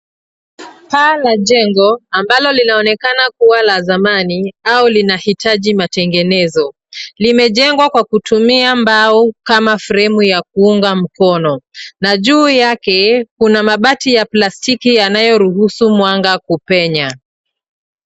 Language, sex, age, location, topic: Swahili, female, 36-49, Nairobi, government